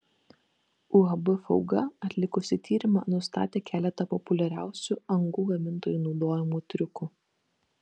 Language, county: Lithuanian, Kaunas